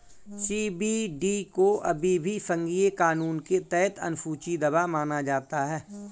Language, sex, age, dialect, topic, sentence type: Hindi, male, 41-45, Kanauji Braj Bhasha, agriculture, statement